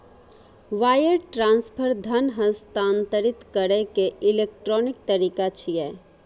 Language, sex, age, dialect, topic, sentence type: Maithili, female, 36-40, Eastern / Thethi, banking, statement